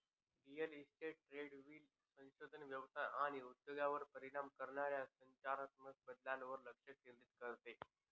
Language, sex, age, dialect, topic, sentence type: Marathi, male, 25-30, Northern Konkan, banking, statement